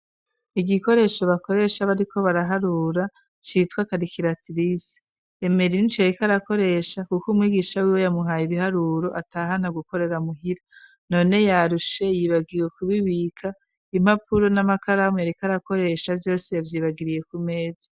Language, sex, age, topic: Rundi, female, 36-49, education